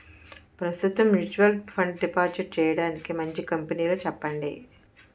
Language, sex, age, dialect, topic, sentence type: Telugu, female, 18-24, Utterandhra, banking, question